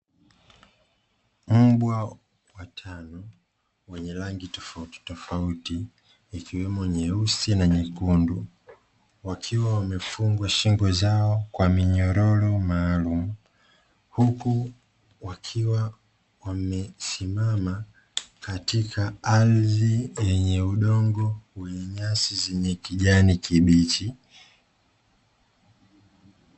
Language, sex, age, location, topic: Swahili, male, 25-35, Dar es Salaam, agriculture